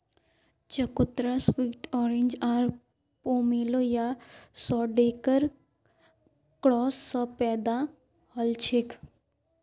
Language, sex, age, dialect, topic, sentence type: Magahi, female, 18-24, Northeastern/Surjapuri, agriculture, statement